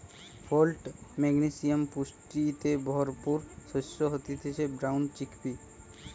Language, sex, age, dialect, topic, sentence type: Bengali, male, 18-24, Western, agriculture, statement